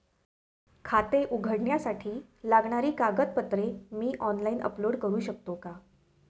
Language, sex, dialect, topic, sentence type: Marathi, female, Standard Marathi, banking, question